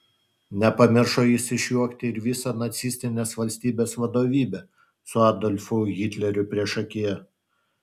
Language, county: Lithuanian, Utena